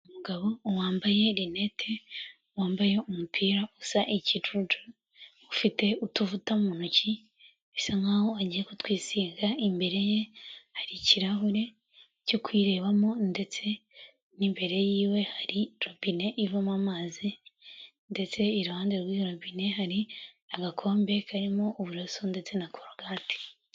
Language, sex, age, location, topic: Kinyarwanda, female, 18-24, Kigali, health